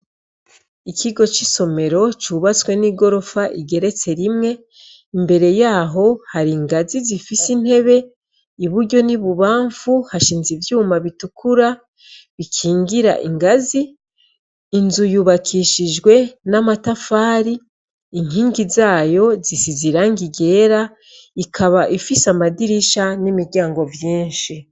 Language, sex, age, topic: Rundi, female, 36-49, education